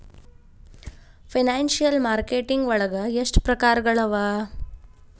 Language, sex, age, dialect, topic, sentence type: Kannada, female, 25-30, Dharwad Kannada, banking, statement